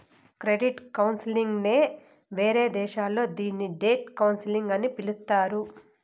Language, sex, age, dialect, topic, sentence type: Telugu, female, 18-24, Southern, banking, statement